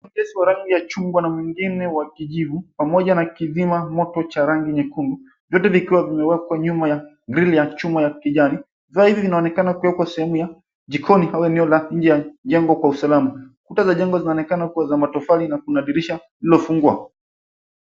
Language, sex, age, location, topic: Swahili, male, 25-35, Mombasa, education